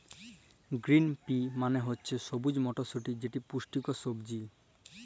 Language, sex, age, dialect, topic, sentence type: Bengali, male, 18-24, Jharkhandi, agriculture, statement